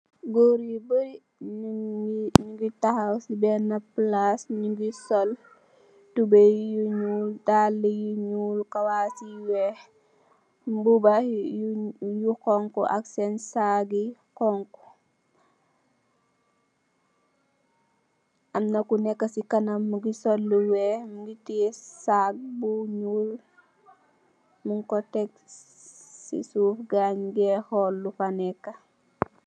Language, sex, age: Wolof, female, 18-24